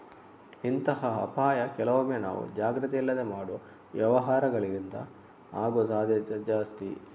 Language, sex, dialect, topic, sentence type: Kannada, male, Coastal/Dakshin, banking, statement